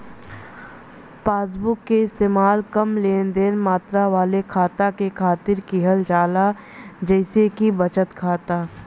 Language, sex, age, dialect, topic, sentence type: Bhojpuri, female, 25-30, Western, banking, statement